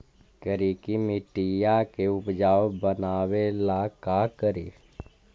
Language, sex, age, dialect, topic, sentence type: Magahi, male, 51-55, Central/Standard, agriculture, question